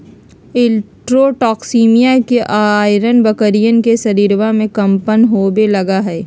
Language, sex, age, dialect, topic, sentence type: Magahi, female, 51-55, Western, agriculture, statement